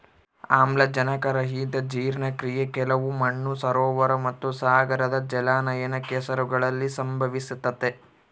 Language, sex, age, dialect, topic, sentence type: Kannada, male, 25-30, Central, agriculture, statement